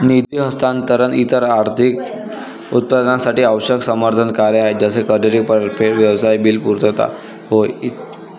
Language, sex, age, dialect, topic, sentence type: Marathi, male, 18-24, Varhadi, banking, statement